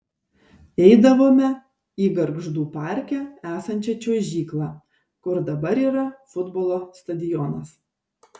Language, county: Lithuanian, Šiauliai